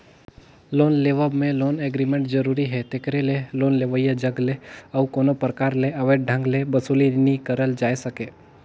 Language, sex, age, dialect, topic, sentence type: Chhattisgarhi, male, 18-24, Northern/Bhandar, banking, statement